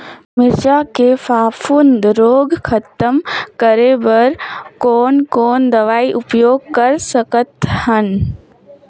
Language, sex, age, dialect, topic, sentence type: Chhattisgarhi, female, 18-24, Northern/Bhandar, agriculture, question